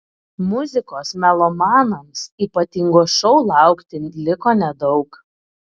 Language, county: Lithuanian, Klaipėda